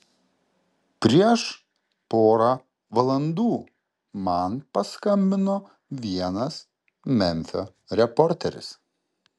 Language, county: Lithuanian, Kaunas